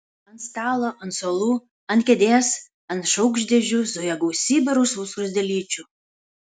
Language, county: Lithuanian, Kaunas